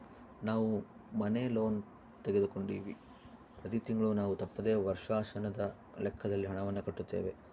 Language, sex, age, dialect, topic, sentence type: Kannada, male, 60-100, Central, banking, statement